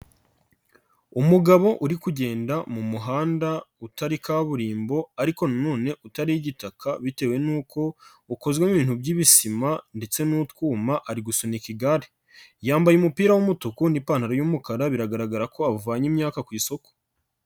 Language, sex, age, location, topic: Kinyarwanda, male, 25-35, Nyagatare, government